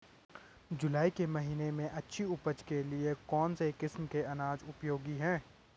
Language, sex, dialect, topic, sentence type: Hindi, male, Garhwali, agriculture, question